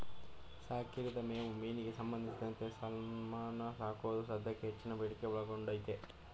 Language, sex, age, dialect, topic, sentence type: Kannada, male, 18-24, Mysore Kannada, agriculture, statement